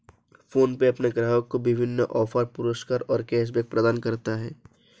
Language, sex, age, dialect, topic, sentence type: Hindi, female, 18-24, Marwari Dhudhari, banking, statement